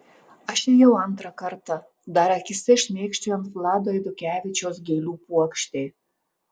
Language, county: Lithuanian, Tauragė